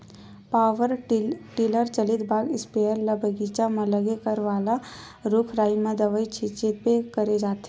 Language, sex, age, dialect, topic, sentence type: Chhattisgarhi, female, 18-24, Western/Budati/Khatahi, agriculture, statement